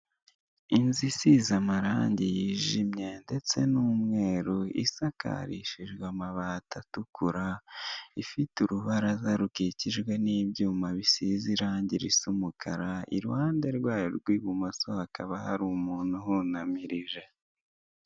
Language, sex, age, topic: Kinyarwanda, male, 18-24, finance